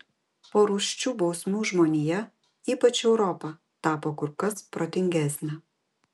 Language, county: Lithuanian, Vilnius